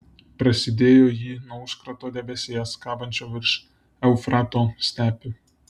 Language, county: Lithuanian, Vilnius